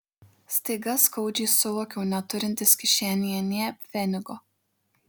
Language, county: Lithuanian, Šiauliai